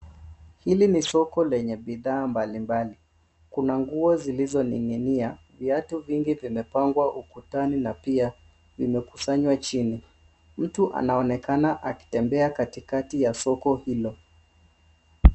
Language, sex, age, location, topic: Swahili, male, 25-35, Nairobi, finance